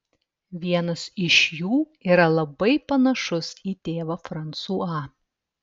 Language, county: Lithuanian, Telšiai